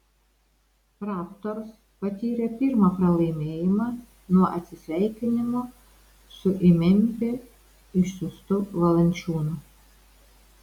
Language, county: Lithuanian, Vilnius